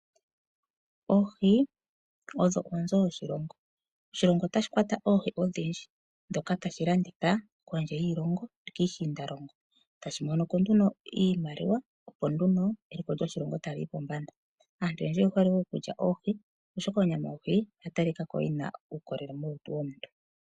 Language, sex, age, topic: Oshiwambo, female, 25-35, agriculture